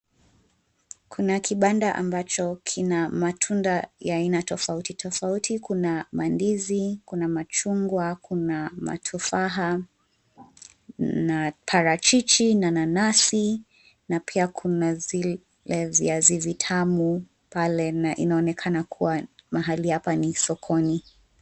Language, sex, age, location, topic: Swahili, female, 25-35, Nairobi, finance